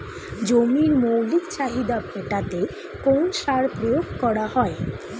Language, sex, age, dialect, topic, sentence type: Bengali, female, 18-24, Standard Colloquial, agriculture, question